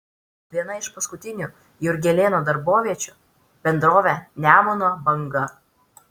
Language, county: Lithuanian, Vilnius